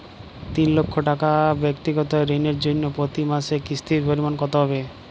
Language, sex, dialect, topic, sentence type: Bengali, male, Jharkhandi, banking, question